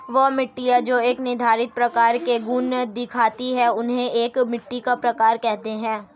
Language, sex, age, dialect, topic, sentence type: Hindi, female, 18-24, Marwari Dhudhari, agriculture, statement